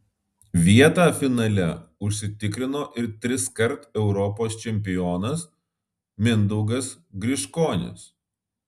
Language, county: Lithuanian, Alytus